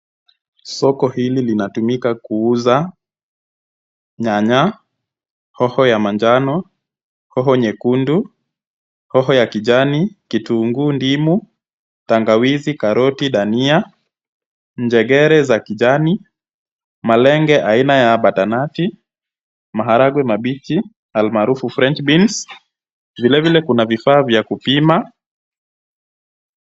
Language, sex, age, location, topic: Swahili, male, 25-35, Kisumu, finance